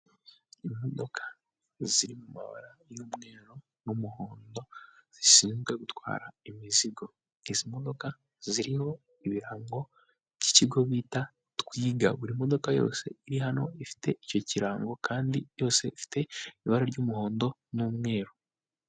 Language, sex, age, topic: Kinyarwanda, male, 18-24, finance